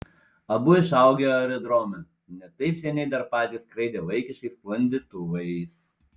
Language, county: Lithuanian, Panevėžys